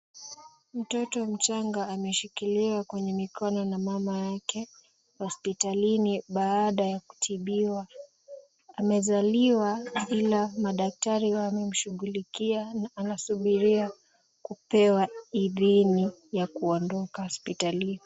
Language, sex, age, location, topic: Swahili, female, 18-24, Kisumu, health